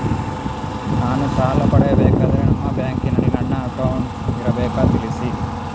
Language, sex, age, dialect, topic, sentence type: Kannada, male, 18-24, Coastal/Dakshin, banking, question